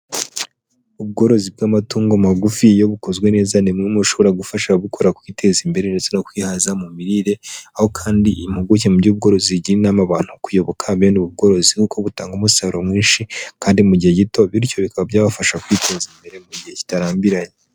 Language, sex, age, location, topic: Kinyarwanda, male, 25-35, Huye, agriculture